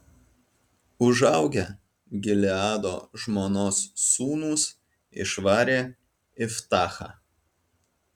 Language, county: Lithuanian, Alytus